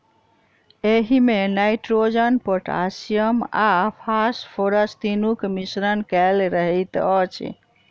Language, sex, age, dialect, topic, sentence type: Maithili, female, 46-50, Southern/Standard, agriculture, statement